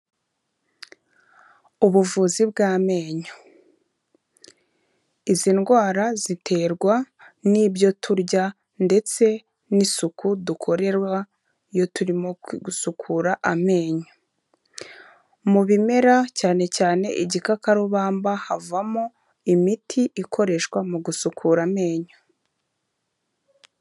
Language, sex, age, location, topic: Kinyarwanda, female, 25-35, Kigali, health